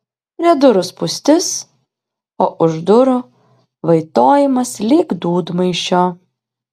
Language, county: Lithuanian, Klaipėda